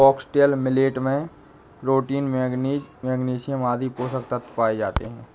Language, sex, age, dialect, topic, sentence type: Hindi, male, 60-100, Awadhi Bundeli, agriculture, statement